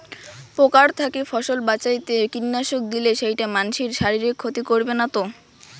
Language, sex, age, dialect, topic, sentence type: Bengali, female, 18-24, Rajbangshi, agriculture, question